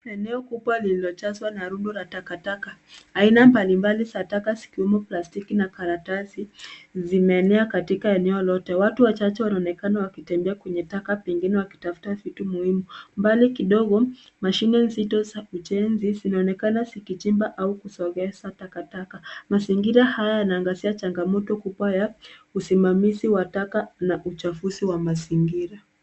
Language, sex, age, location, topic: Swahili, female, 18-24, Nairobi, government